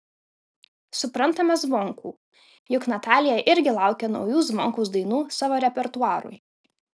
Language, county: Lithuanian, Kaunas